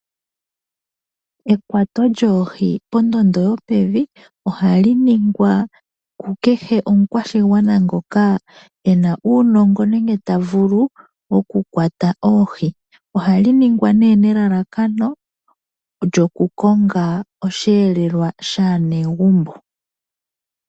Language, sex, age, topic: Oshiwambo, female, 25-35, agriculture